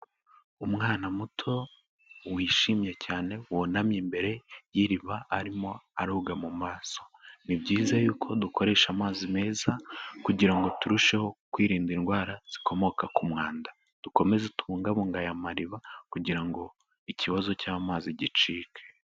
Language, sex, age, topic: Kinyarwanda, male, 18-24, health